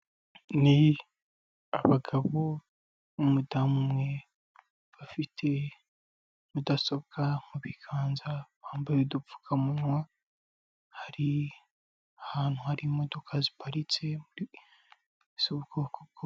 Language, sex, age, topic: Kinyarwanda, male, 25-35, government